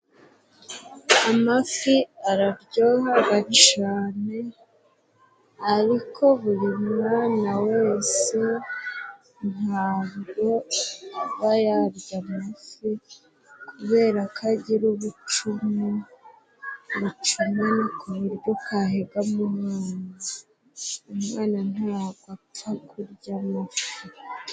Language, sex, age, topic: Kinyarwanda, female, 25-35, finance